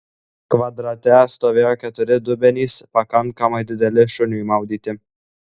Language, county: Lithuanian, Klaipėda